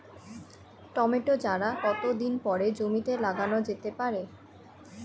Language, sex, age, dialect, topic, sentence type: Bengali, female, 18-24, Rajbangshi, agriculture, question